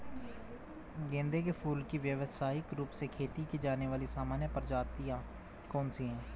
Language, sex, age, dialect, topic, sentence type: Hindi, male, 18-24, Hindustani Malvi Khadi Boli, agriculture, statement